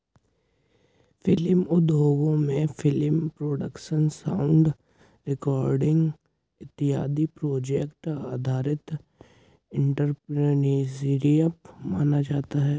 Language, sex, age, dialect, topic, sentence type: Hindi, male, 18-24, Hindustani Malvi Khadi Boli, banking, statement